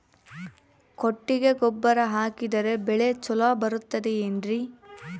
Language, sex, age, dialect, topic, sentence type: Kannada, female, 18-24, Central, agriculture, question